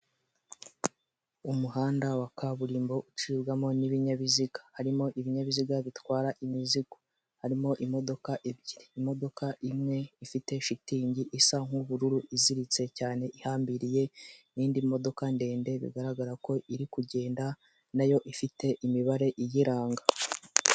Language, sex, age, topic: Kinyarwanda, male, 18-24, government